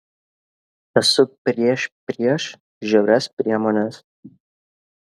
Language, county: Lithuanian, Kaunas